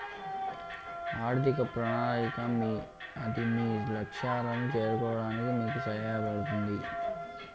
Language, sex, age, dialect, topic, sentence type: Telugu, male, 18-24, Southern, banking, statement